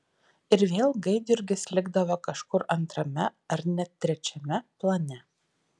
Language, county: Lithuanian, Vilnius